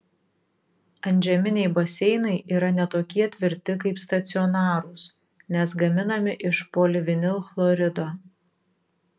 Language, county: Lithuanian, Vilnius